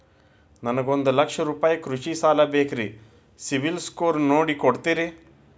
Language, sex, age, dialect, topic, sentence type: Kannada, male, 25-30, Dharwad Kannada, banking, question